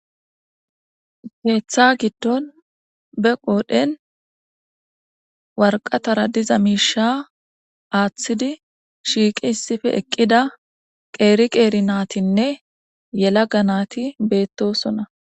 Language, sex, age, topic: Gamo, female, 18-24, government